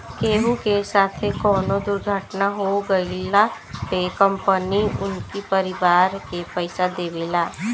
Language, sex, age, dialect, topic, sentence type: Bhojpuri, female, 25-30, Northern, banking, statement